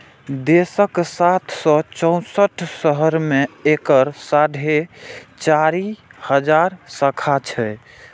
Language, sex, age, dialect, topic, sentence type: Maithili, male, 18-24, Eastern / Thethi, banking, statement